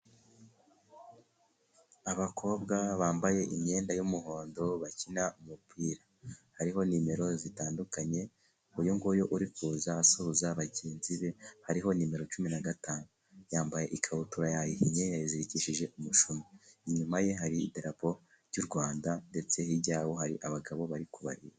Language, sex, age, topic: Kinyarwanda, male, 18-24, government